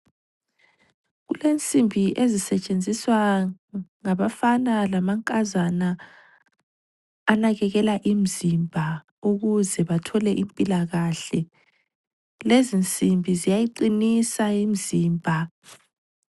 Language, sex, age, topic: North Ndebele, female, 25-35, health